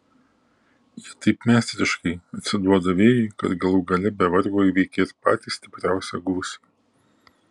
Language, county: Lithuanian, Kaunas